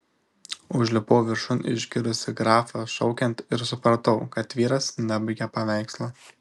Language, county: Lithuanian, Šiauliai